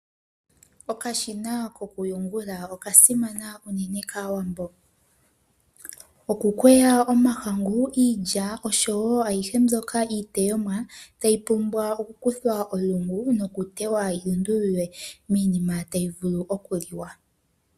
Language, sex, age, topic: Oshiwambo, female, 18-24, agriculture